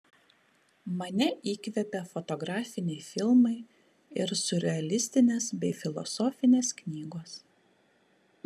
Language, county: Lithuanian, Kaunas